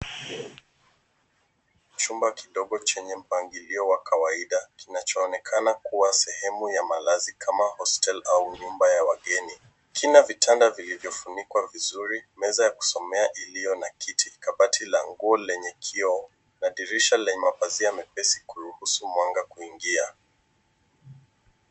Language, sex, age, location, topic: Swahili, male, 18-24, Nairobi, education